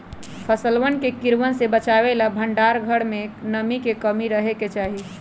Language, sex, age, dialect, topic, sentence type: Magahi, male, 18-24, Western, agriculture, statement